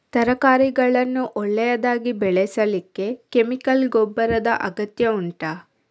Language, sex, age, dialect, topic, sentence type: Kannada, female, 25-30, Coastal/Dakshin, agriculture, question